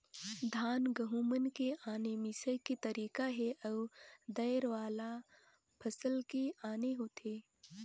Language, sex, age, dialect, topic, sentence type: Chhattisgarhi, female, 18-24, Northern/Bhandar, agriculture, statement